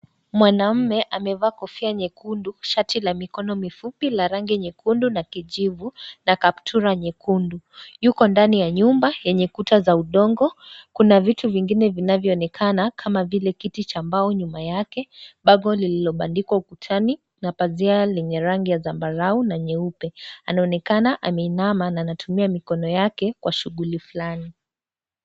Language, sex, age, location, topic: Swahili, female, 18-24, Kisii, health